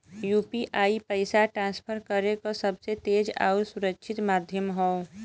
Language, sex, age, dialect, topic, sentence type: Bhojpuri, female, 18-24, Western, banking, statement